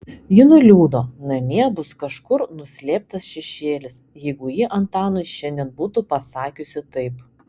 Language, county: Lithuanian, Telšiai